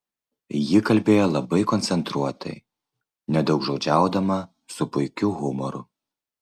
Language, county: Lithuanian, Vilnius